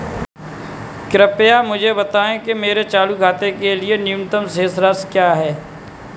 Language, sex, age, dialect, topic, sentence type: Hindi, male, 18-24, Kanauji Braj Bhasha, banking, statement